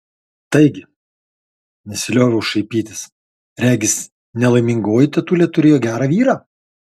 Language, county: Lithuanian, Kaunas